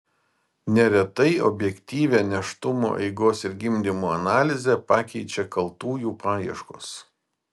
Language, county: Lithuanian, Vilnius